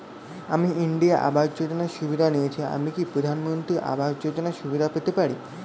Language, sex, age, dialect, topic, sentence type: Bengali, male, 18-24, Standard Colloquial, banking, question